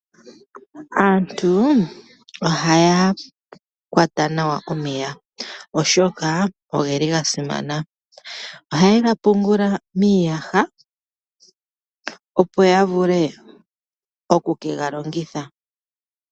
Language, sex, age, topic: Oshiwambo, male, 36-49, agriculture